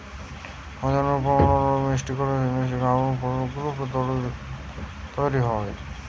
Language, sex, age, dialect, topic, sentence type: Bengali, male, 18-24, Western, agriculture, statement